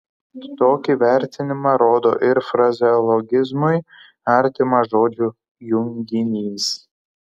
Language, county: Lithuanian, Kaunas